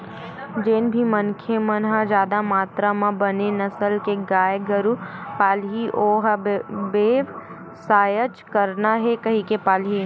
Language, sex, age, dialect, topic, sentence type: Chhattisgarhi, female, 18-24, Western/Budati/Khatahi, agriculture, statement